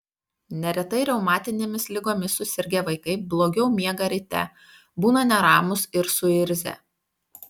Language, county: Lithuanian, Panevėžys